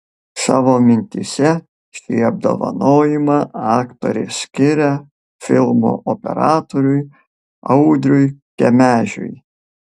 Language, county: Lithuanian, Panevėžys